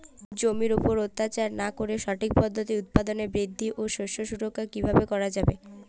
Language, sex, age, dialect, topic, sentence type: Bengali, female, <18, Jharkhandi, agriculture, question